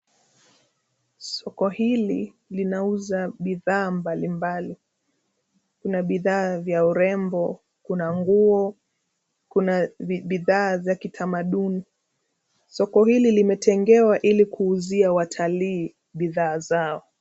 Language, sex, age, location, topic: Swahili, female, 25-35, Nairobi, finance